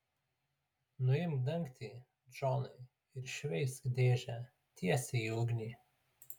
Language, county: Lithuanian, Utena